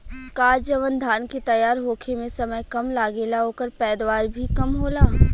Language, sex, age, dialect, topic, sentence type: Bhojpuri, female, 18-24, Western, agriculture, question